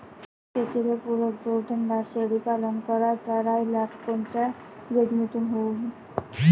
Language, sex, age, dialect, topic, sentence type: Marathi, female, 18-24, Varhadi, agriculture, question